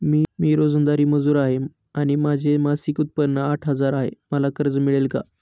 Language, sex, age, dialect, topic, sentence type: Marathi, male, 18-24, Northern Konkan, banking, question